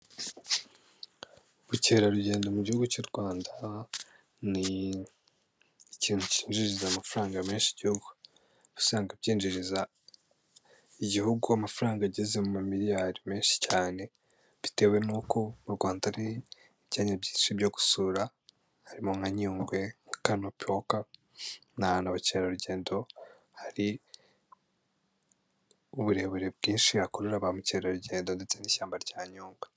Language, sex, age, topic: Kinyarwanda, male, 18-24, agriculture